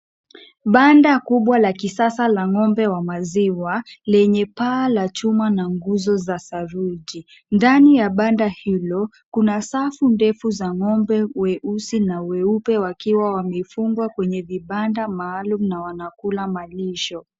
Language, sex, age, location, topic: Swahili, female, 50+, Kisumu, agriculture